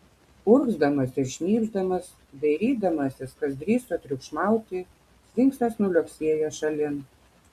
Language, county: Lithuanian, Kaunas